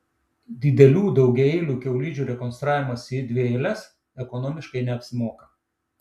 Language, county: Lithuanian, Šiauliai